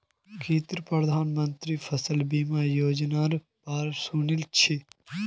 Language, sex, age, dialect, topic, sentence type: Magahi, male, 18-24, Northeastern/Surjapuri, agriculture, statement